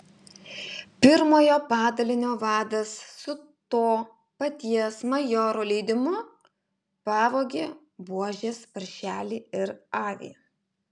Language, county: Lithuanian, Alytus